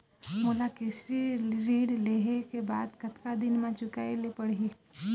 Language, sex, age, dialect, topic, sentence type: Chhattisgarhi, female, 25-30, Eastern, banking, question